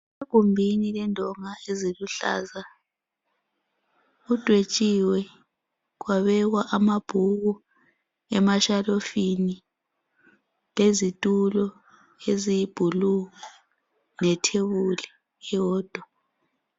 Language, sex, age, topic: North Ndebele, female, 25-35, education